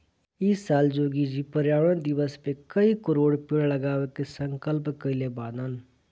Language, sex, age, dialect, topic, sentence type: Bhojpuri, male, 25-30, Northern, agriculture, statement